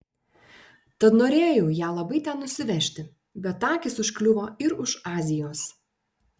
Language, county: Lithuanian, Panevėžys